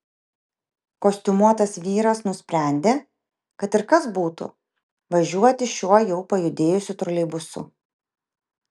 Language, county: Lithuanian, Vilnius